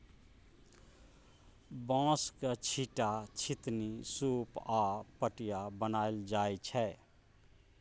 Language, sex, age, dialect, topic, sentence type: Maithili, male, 46-50, Bajjika, agriculture, statement